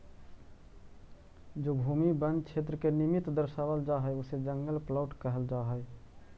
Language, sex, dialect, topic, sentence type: Magahi, male, Central/Standard, agriculture, statement